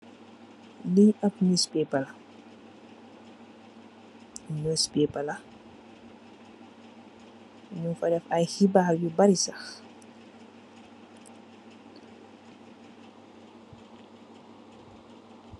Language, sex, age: Wolof, female, 25-35